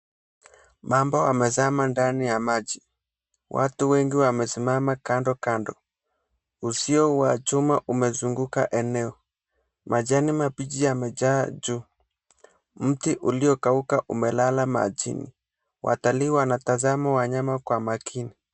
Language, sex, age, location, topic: Swahili, male, 18-24, Mombasa, agriculture